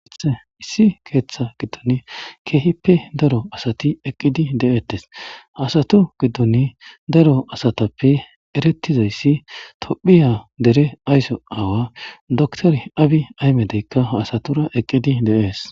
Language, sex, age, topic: Gamo, male, 18-24, government